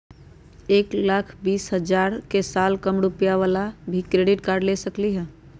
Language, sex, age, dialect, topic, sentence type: Magahi, female, 31-35, Western, banking, question